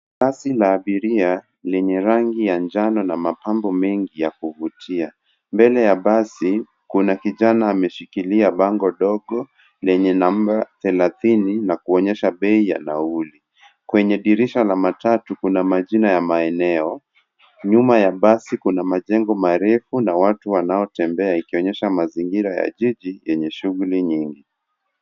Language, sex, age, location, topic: Swahili, male, 18-24, Nairobi, government